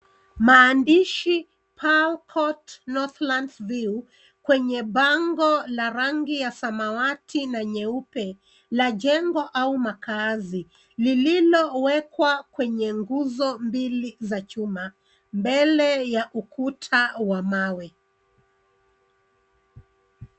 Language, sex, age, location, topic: Swahili, female, 36-49, Nairobi, finance